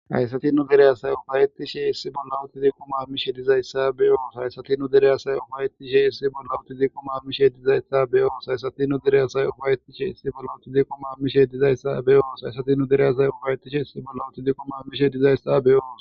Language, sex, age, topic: Gamo, male, 18-24, government